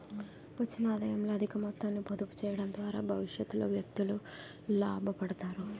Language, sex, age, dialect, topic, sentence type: Telugu, female, 25-30, Utterandhra, banking, statement